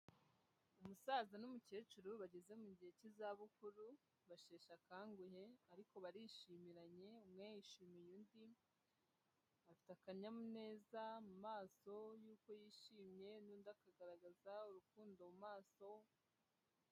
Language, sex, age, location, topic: Kinyarwanda, female, 25-35, Huye, health